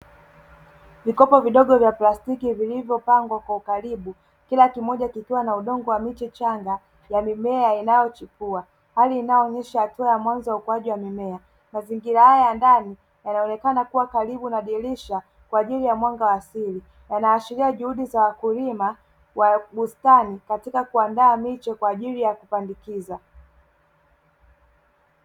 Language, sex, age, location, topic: Swahili, male, 18-24, Dar es Salaam, agriculture